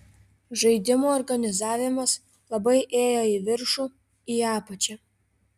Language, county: Lithuanian, Vilnius